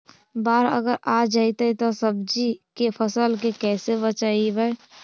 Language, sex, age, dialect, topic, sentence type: Magahi, female, 18-24, Central/Standard, agriculture, question